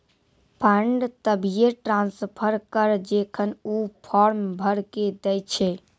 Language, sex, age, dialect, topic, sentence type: Maithili, female, 56-60, Angika, banking, question